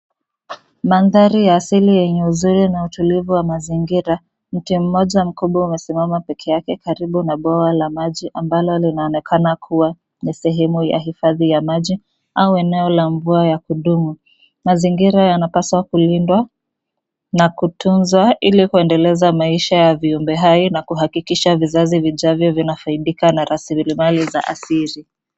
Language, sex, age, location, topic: Swahili, female, 25-35, Nairobi, government